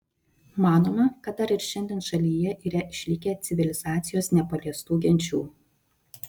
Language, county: Lithuanian, Vilnius